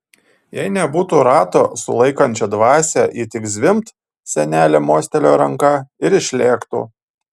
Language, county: Lithuanian, Panevėžys